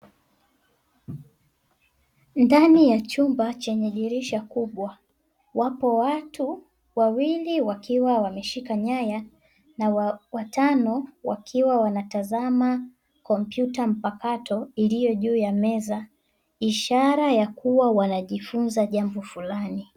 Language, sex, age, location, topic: Swahili, female, 18-24, Dar es Salaam, education